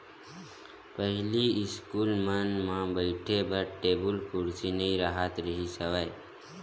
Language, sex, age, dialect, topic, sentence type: Chhattisgarhi, male, 18-24, Western/Budati/Khatahi, agriculture, statement